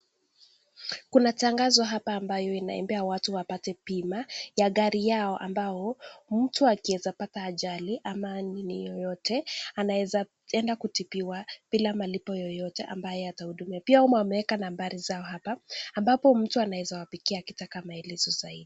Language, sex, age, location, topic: Swahili, male, 18-24, Nakuru, finance